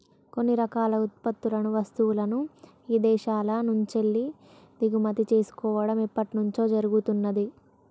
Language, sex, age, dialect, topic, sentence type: Telugu, male, 56-60, Telangana, banking, statement